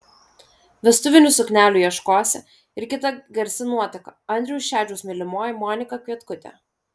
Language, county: Lithuanian, Vilnius